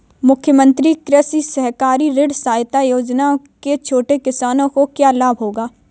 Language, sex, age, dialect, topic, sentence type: Hindi, female, 31-35, Kanauji Braj Bhasha, agriculture, question